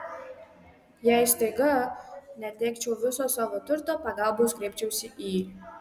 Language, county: Lithuanian, Kaunas